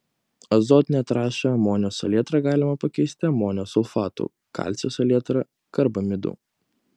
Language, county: Lithuanian, Kaunas